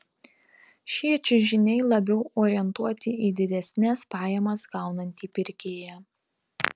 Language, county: Lithuanian, Tauragė